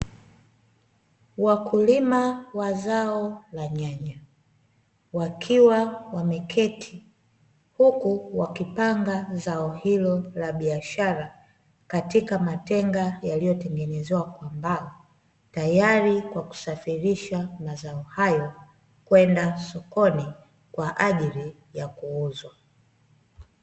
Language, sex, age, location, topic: Swahili, female, 25-35, Dar es Salaam, agriculture